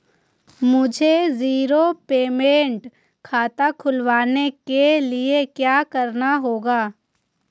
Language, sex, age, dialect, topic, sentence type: Hindi, female, 18-24, Hindustani Malvi Khadi Boli, banking, question